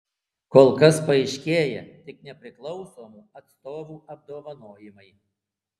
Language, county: Lithuanian, Alytus